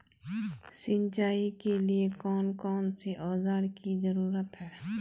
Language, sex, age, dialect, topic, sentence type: Magahi, female, 25-30, Northeastern/Surjapuri, agriculture, question